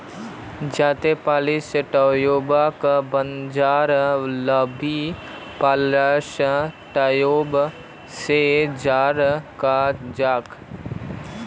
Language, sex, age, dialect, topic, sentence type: Magahi, male, 18-24, Northeastern/Surjapuri, agriculture, statement